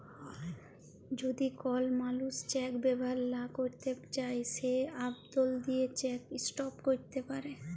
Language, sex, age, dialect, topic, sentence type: Bengali, female, 31-35, Jharkhandi, banking, statement